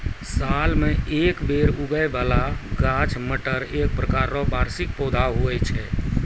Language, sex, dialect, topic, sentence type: Maithili, male, Angika, agriculture, statement